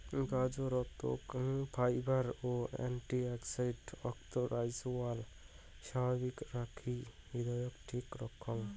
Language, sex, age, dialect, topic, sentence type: Bengali, male, 18-24, Rajbangshi, agriculture, statement